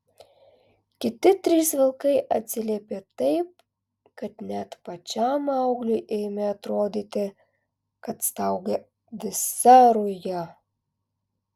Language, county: Lithuanian, Alytus